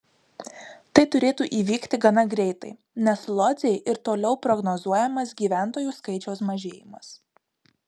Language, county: Lithuanian, Marijampolė